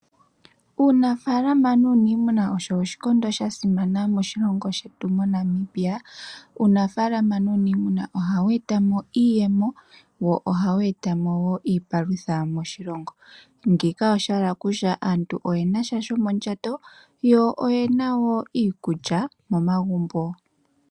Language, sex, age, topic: Oshiwambo, female, 18-24, agriculture